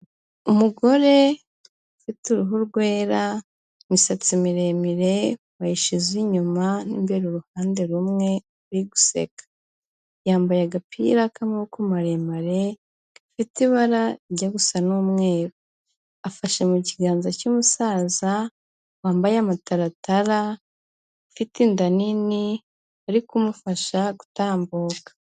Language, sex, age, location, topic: Kinyarwanda, female, 25-35, Kigali, health